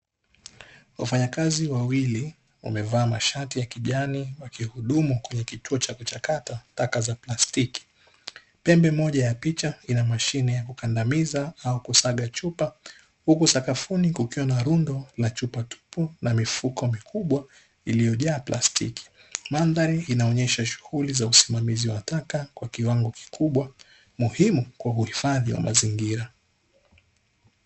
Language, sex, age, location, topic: Swahili, male, 18-24, Dar es Salaam, government